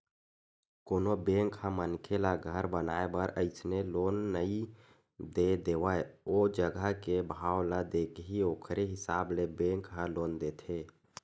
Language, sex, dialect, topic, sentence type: Chhattisgarhi, male, Western/Budati/Khatahi, banking, statement